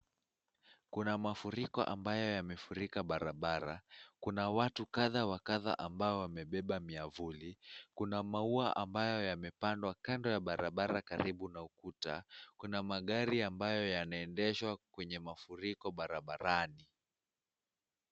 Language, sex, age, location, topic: Swahili, male, 18-24, Nakuru, health